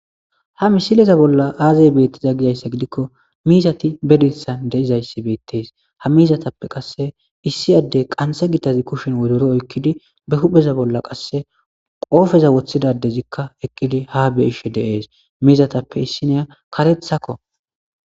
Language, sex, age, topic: Gamo, male, 18-24, agriculture